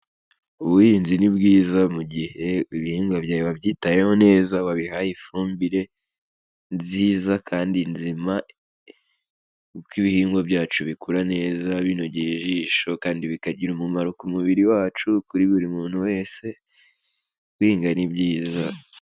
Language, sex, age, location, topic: Kinyarwanda, male, 18-24, Kigali, agriculture